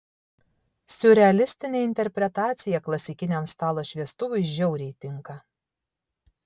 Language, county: Lithuanian, Šiauliai